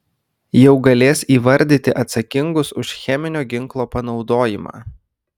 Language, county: Lithuanian, Kaunas